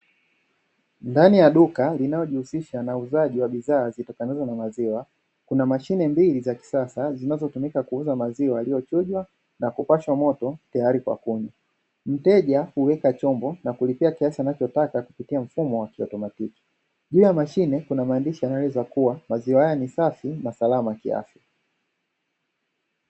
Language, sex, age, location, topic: Swahili, male, 25-35, Dar es Salaam, finance